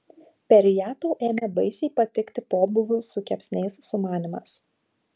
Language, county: Lithuanian, Klaipėda